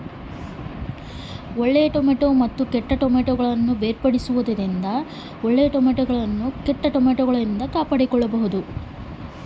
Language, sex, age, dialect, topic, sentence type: Kannada, female, 25-30, Central, agriculture, question